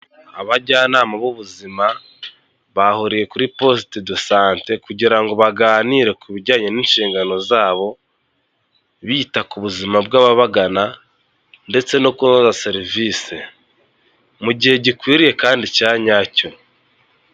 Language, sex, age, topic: Kinyarwanda, male, 18-24, health